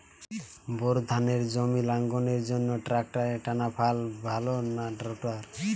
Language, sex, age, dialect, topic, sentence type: Bengali, male, 18-24, Western, agriculture, question